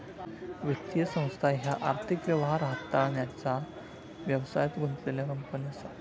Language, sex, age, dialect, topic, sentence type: Marathi, male, 25-30, Southern Konkan, banking, statement